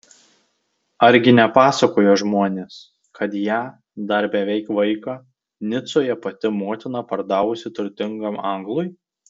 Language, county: Lithuanian, Tauragė